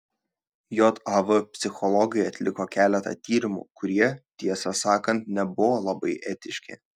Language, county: Lithuanian, Šiauliai